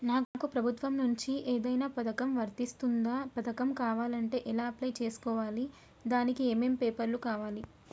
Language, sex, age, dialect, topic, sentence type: Telugu, male, 18-24, Telangana, banking, question